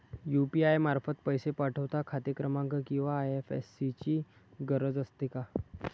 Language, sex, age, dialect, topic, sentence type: Marathi, male, 18-24, Standard Marathi, banking, question